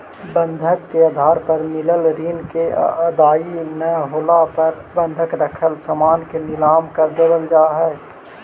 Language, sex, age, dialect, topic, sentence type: Magahi, male, 31-35, Central/Standard, banking, statement